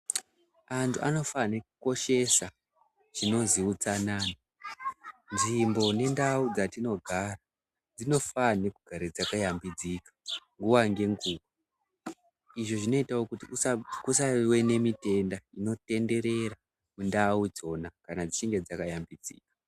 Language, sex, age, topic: Ndau, male, 18-24, health